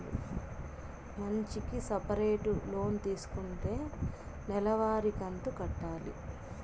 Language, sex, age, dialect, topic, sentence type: Telugu, female, 31-35, Southern, banking, statement